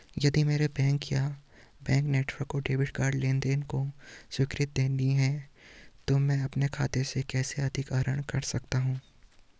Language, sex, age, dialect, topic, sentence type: Hindi, male, 18-24, Hindustani Malvi Khadi Boli, banking, question